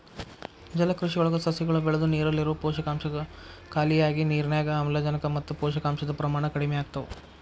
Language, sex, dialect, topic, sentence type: Kannada, male, Dharwad Kannada, agriculture, statement